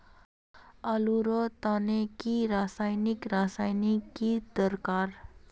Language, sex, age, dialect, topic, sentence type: Magahi, female, 41-45, Northeastern/Surjapuri, agriculture, question